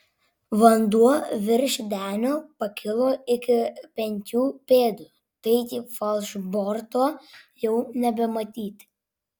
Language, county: Lithuanian, Vilnius